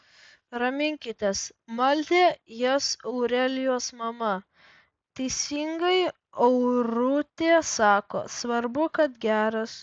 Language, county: Lithuanian, Vilnius